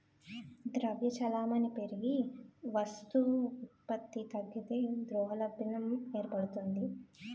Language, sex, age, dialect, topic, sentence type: Telugu, female, 18-24, Utterandhra, banking, statement